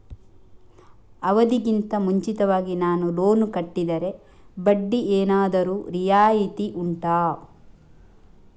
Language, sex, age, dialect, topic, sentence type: Kannada, female, 46-50, Coastal/Dakshin, banking, question